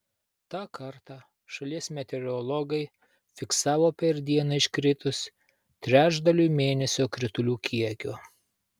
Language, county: Lithuanian, Vilnius